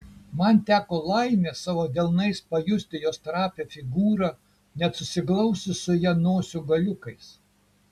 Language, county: Lithuanian, Kaunas